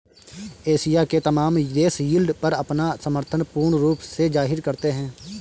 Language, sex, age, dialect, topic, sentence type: Hindi, male, 18-24, Awadhi Bundeli, banking, statement